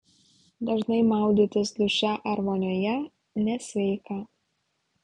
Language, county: Lithuanian, Klaipėda